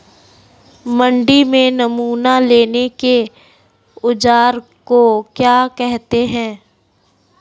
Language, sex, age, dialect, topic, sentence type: Hindi, female, 18-24, Marwari Dhudhari, agriculture, question